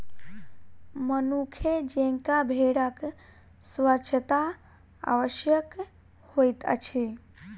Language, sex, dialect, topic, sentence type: Maithili, female, Southern/Standard, agriculture, statement